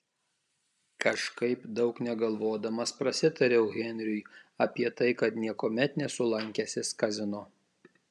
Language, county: Lithuanian, Kaunas